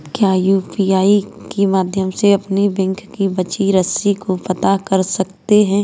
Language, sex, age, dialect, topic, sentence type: Hindi, female, 25-30, Kanauji Braj Bhasha, banking, question